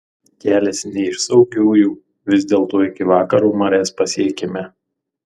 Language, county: Lithuanian, Tauragė